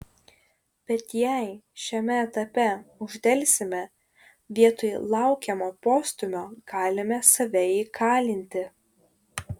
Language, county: Lithuanian, Šiauliai